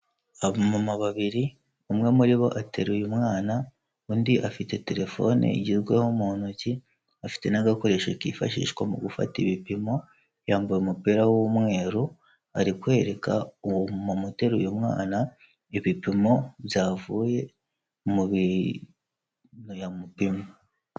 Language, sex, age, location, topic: Kinyarwanda, male, 18-24, Kigali, health